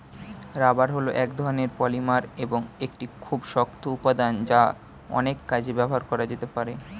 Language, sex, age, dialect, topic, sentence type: Bengali, male, 18-24, Standard Colloquial, agriculture, statement